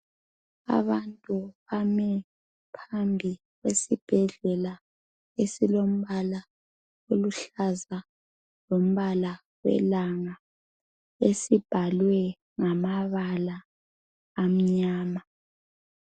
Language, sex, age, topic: North Ndebele, male, 25-35, health